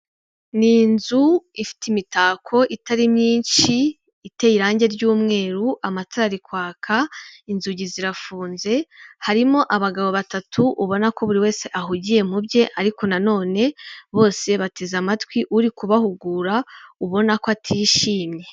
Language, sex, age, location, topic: Kinyarwanda, female, 18-24, Kigali, government